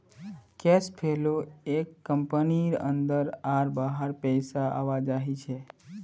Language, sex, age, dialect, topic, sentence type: Magahi, male, 25-30, Northeastern/Surjapuri, banking, statement